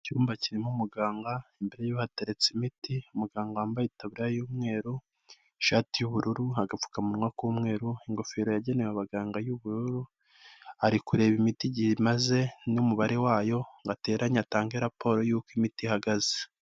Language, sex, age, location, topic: Kinyarwanda, male, 25-35, Kigali, health